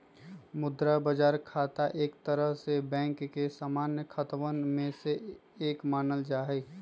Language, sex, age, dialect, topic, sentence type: Magahi, male, 25-30, Western, banking, statement